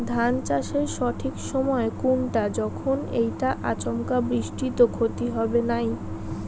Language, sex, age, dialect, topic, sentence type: Bengali, female, 31-35, Rajbangshi, agriculture, question